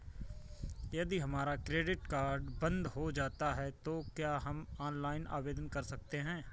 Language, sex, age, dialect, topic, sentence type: Hindi, male, 25-30, Awadhi Bundeli, banking, question